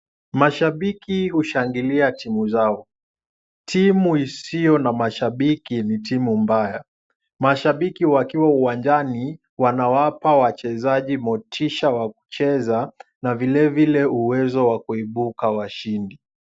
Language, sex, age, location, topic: Swahili, male, 18-24, Kisumu, government